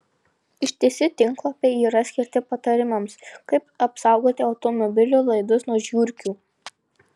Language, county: Lithuanian, Panevėžys